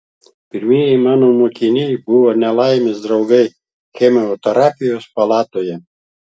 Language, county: Lithuanian, Klaipėda